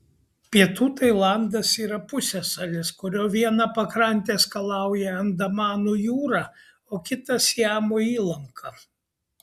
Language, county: Lithuanian, Kaunas